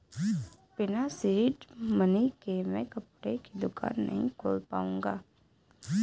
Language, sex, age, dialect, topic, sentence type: Hindi, female, 18-24, Awadhi Bundeli, banking, statement